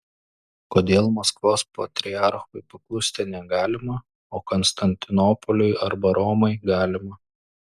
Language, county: Lithuanian, Klaipėda